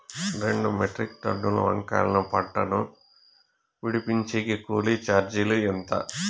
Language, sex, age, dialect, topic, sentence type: Telugu, male, 31-35, Southern, agriculture, question